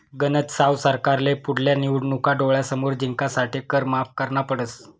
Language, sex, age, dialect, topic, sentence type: Marathi, male, 25-30, Northern Konkan, banking, statement